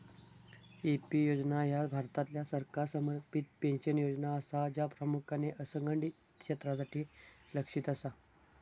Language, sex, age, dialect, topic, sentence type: Marathi, male, 25-30, Southern Konkan, banking, statement